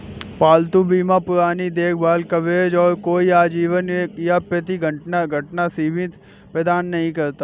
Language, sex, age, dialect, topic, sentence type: Hindi, male, 18-24, Awadhi Bundeli, banking, statement